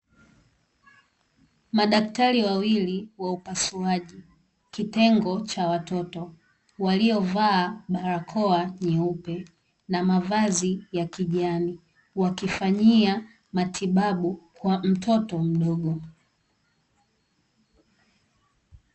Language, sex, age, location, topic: Swahili, female, 18-24, Dar es Salaam, health